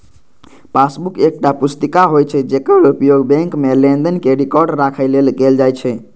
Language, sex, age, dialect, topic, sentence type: Maithili, male, 18-24, Eastern / Thethi, banking, statement